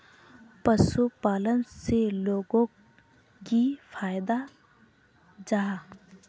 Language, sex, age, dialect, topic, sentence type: Magahi, female, 18-24, Northeastern/Surjapuri, agriculture, question